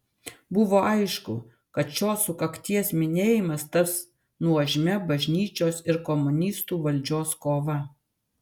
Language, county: Lithuanian, Vilnius